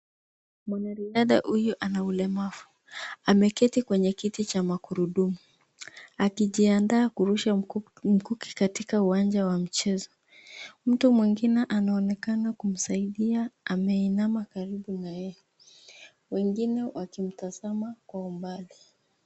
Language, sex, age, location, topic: Swahili, female, 25-35, Nakuru, education